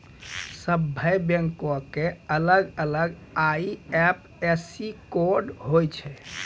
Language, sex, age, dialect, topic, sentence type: Maithili, male, 25-30, Angika, banking, statement